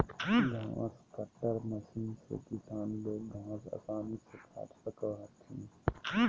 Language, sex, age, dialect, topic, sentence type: Magahi, male, 31-35, Southern, agriculture, statement